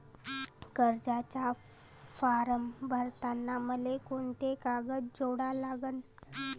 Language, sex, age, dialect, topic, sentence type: Marathi, female, 18-24, Varhadi, banking, question